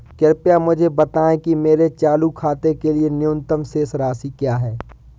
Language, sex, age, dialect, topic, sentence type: Hindi, male, 18-24, Awadhi Bundeli, banking, statement